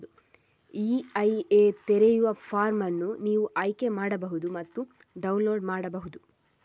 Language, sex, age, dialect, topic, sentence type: Kannada, female, 41-45, Coastal/Dakshin, banking, statement